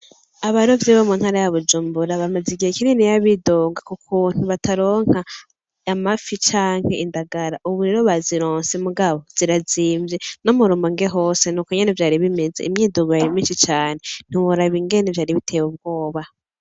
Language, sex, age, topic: Rundi, female, 18-24, agriculture